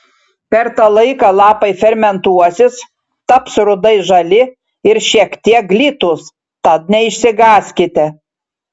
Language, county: Lithuanian, Šiauliai